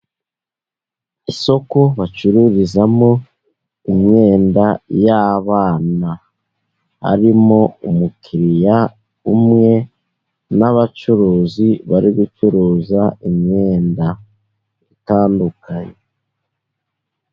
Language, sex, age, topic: Kinyarwanda, male, 18-24, finance